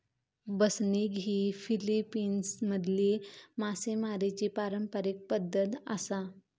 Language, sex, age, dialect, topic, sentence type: Marathi, female, 25-30, Southern Konkan, agriculture, statement